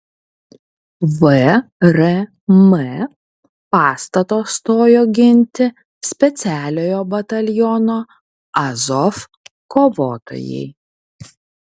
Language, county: Lithuanian, Kaunas